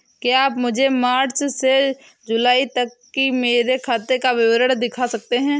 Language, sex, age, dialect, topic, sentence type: Hindi, female, 18-24, Awadhi Bundeli, banking, question